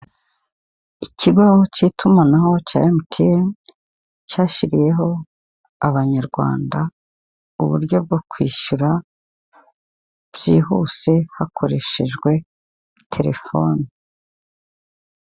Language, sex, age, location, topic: Kinyarwanda, female, 50+, Kigali, finance